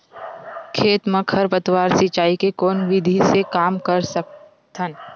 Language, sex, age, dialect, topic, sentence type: Chhattisgarhi, female, 51-55, Western/Budati/Khatahi, agriculture, question